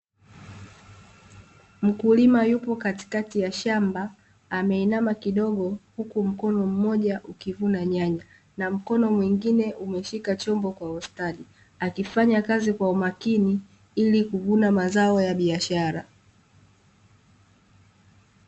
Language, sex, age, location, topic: Swahili, female, 25-35, Dar es Salaam, agriculture